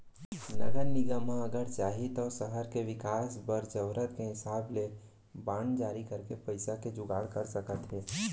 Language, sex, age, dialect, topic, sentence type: Chhattisgarhi, male, 60-100, Central, banking, statement